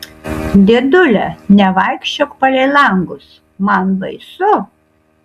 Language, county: Lithuanian, Kaunas